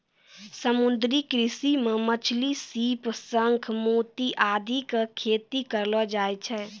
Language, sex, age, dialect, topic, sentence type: Maithili, female, 36-40, Angika, agriculture, statement